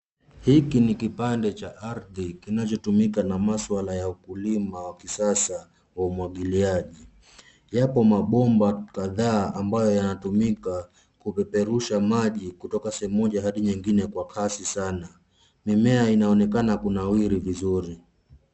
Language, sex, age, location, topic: Swahili, male, 25-35, Nairobi, agriculture